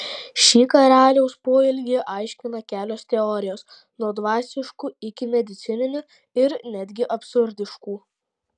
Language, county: Lithuanian, Klaipėda